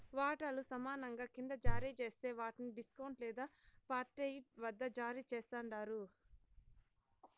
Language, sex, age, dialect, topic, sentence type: Telugu, female, 60-100, Southern, banking, statement